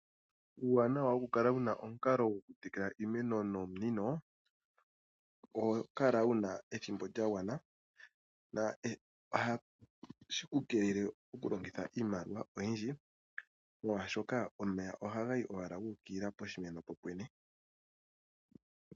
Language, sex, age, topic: Oshiwambo, male, 25-35, agriculture